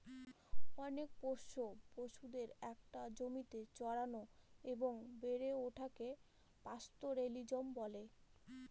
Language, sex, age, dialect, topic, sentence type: Bengali, female, 25-30, Northern/Varendri, agriculture, statement